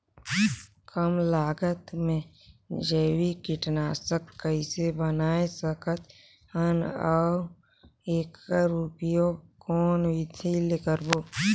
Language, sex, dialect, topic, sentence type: Chhattisgarhi, male, Northern/Bhandar, agriculture, question